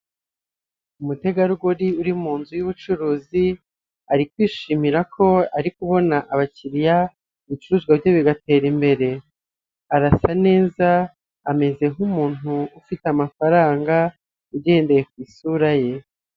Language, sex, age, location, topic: Kinyarwanda, male, 25-35, Nyagatare, finance